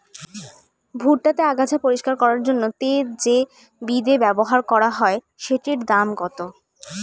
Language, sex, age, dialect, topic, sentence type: Bengali, female, 36-40, Standard Colloquial, agriculture, question